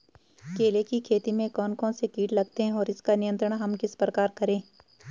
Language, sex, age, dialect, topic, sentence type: Hindi, female, 36-40, Garhwali, agriculture, question